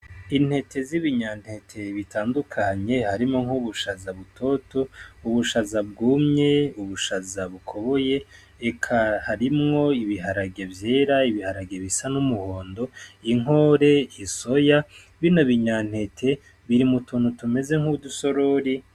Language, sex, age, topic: Rundi, male, 25-35, agriculture